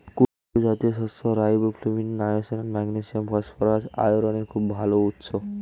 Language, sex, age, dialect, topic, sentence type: Bengali, male, 18-24, Standard Colloquial, agriculture, statement